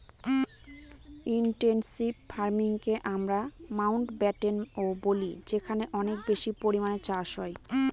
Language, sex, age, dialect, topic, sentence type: Bengali, female, 18-24, Northern/Varendri, agriculture, statement